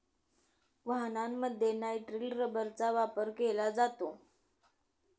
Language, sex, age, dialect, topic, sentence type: Marathi, female, 18-24, Standard Marathi, agriculture, statement